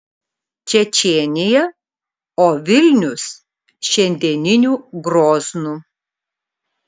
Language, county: Lithuanian, Kaunas